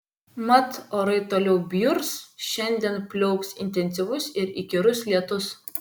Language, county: Lithuanian, Vilnius